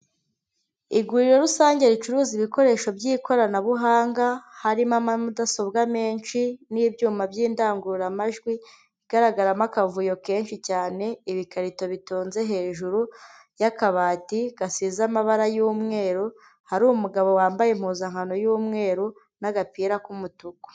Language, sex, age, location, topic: Kinyarwanda, female, 25-35, Huye, education